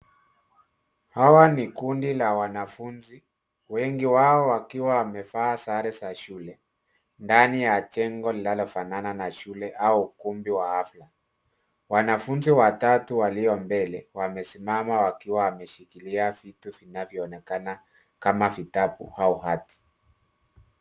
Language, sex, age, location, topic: Swahili, male, 36-49, Nairobi, education